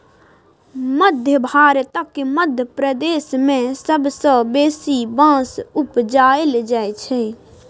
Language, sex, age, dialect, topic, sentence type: Maithili, female, 18-24, Bajjika, agriculture, statement